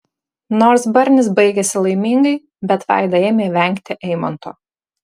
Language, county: Lithuanian, Marijampolė